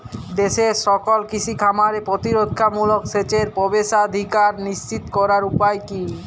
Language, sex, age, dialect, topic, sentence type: Bengali, male, 18-24, Jharkhandi, agriculture, question